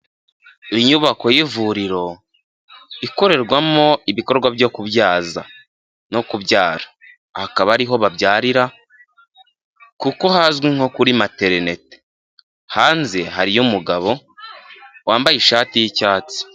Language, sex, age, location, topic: Kinyarwanda, male, 18-24, Huye, health